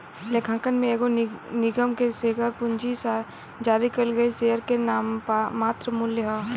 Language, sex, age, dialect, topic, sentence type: Bhojpuri, female, 18-24, Southern / Standard, banking, statement